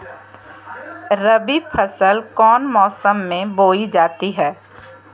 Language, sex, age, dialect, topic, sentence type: Magahi, female, 31-35, Southern, agriculture, question